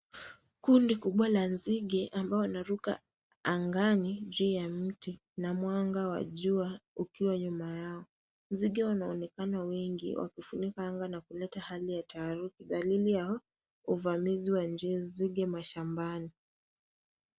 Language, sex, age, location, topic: Swahili, female, 25-35, Kisii, health